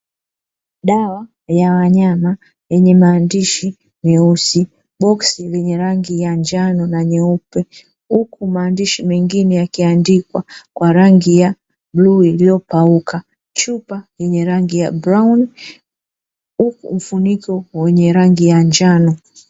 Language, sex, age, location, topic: Swahili, female, 36-49, Dar es Salaam, agriculture